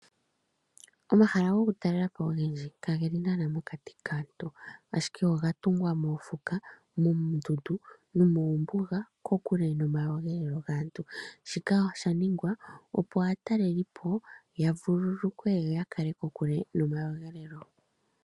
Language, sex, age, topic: Oshiwambo, female, 25-35, agriculture